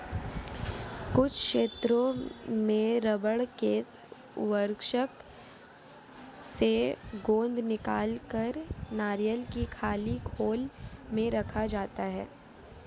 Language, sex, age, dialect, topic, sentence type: Hindi, female, 18-24, Marwari Dhudhari, agriculture, statement